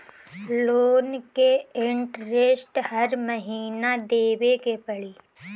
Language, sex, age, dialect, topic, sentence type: Bhojpuri, female, 18-24, Northern, banking, question